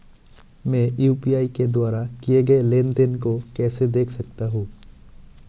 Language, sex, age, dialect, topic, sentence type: Hindi, male, 18-24, Marwari Dhudhari, banking, question